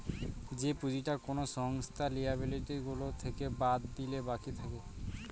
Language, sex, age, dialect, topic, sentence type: Bengali, male, 18-24, Northern/Varendri, banking, statement